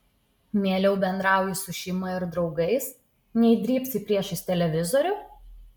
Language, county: Lithuanian, Utena